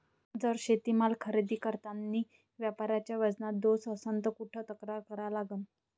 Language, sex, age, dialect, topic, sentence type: Marathi, female, 25-30, Varhadi, agriculture, question